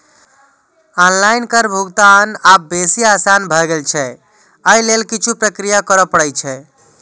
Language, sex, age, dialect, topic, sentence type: Maithili, male, 25-30, Eastern / Thethi, banking, statement